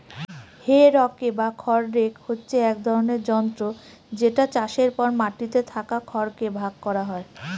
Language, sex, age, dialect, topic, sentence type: Bengali, female, 36-40, Northern/Varendri, agriculture, statement